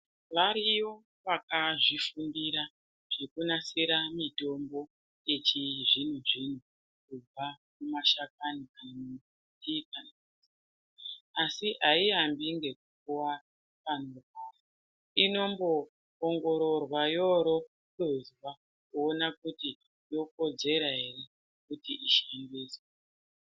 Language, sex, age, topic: Ndau, female, 36-49, health